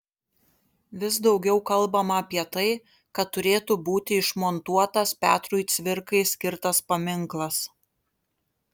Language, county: Lithuanian, Kaunas